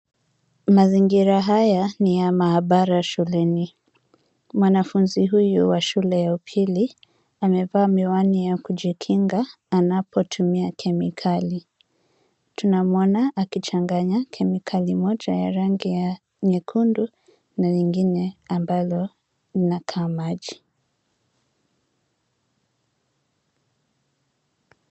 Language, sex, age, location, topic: Swahili, female, 25-35, Nairobi, education